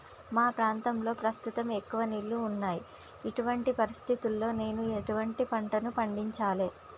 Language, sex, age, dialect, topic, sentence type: Telugu, female, 25-30, Telangana, agriculture, question